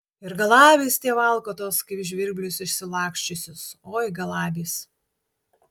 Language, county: Lithuanian, Utena